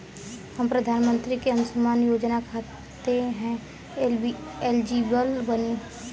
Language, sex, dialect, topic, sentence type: Bhojpuri, female, Western, banking, question